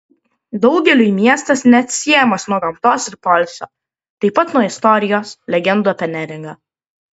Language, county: Lithuanian, Klaipėda